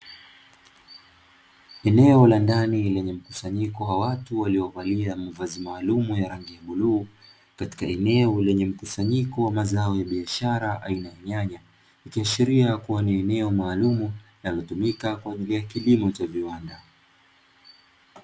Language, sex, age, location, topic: Swahili, male, 25-35, Dar es Salaam, agriculture